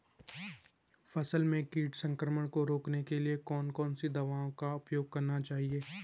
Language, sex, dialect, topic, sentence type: Hindi, male, Garhwali, agriculture, question